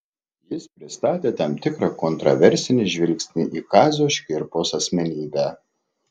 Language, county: Lithuanian, Klaipėda